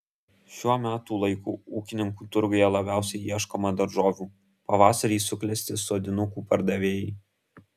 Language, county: Lithuanian, Kaunas